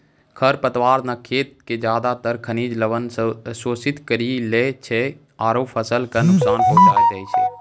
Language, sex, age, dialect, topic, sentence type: Maithili, male, 18-24, Angika, agriculture, statement